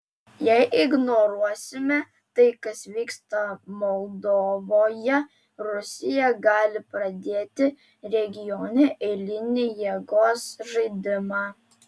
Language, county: Lithuanian, Telšiai